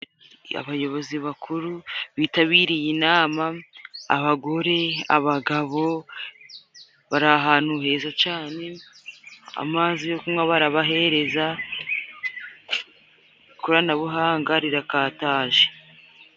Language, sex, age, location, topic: Kinyarwanda, female, 18-24, Musanze, government